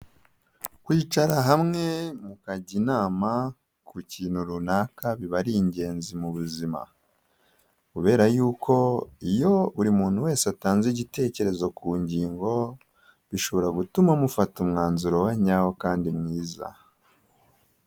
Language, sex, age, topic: Kinyarwanda, male, 18-24, health